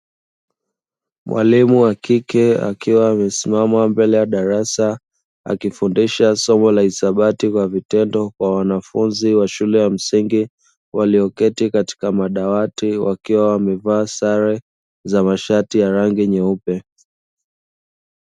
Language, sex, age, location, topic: Swahili, male, 25-35, Dar es Salaam, education